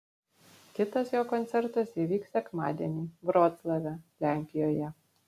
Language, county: Lithuanian, Vilnius